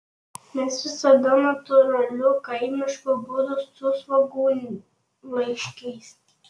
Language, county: Lithuanian, Panevėžys